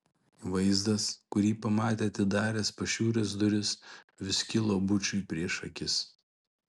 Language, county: Lithuanian, Šiauliai